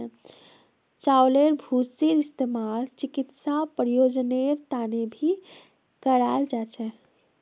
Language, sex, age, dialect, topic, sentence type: Magahi, female, 18-24, Northeastern/Surjapuri, agriculture, statement